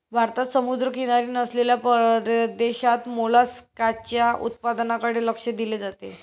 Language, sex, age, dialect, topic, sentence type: Marathi, female, 18-24, Standard Marathi, agriculture, statement